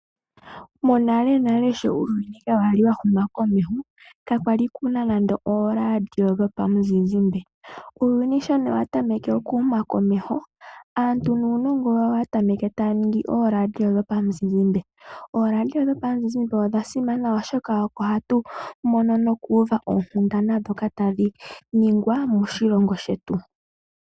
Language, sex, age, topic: Oshiwambo, female, 18-24, finance